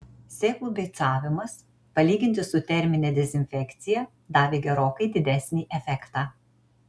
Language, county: Lithuanian, Marijampolė